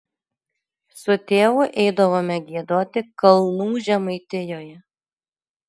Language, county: Lithuanian, Alytus